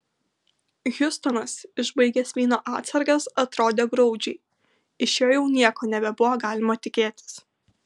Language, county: Lithuanian, Kaunas